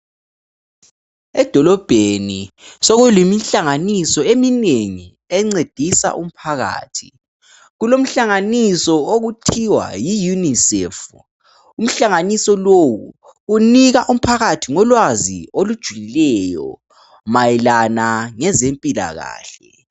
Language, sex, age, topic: North Ndebele, male, 18-24, health